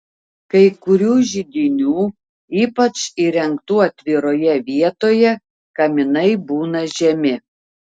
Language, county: Lithuanian, Telšiai